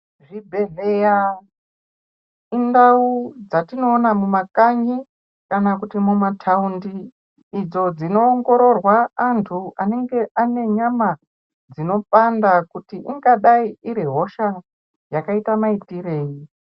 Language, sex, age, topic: Ndau, male, 25-35, health